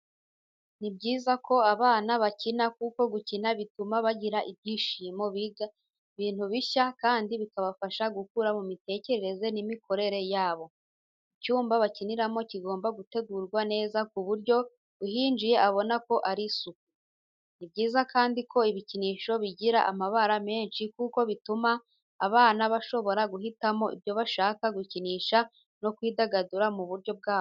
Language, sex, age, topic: Kinyarwanda, female, 18-24, education